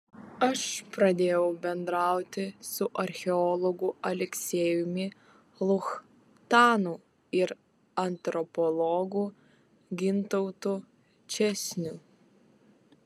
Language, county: Lithuanian, Vilnius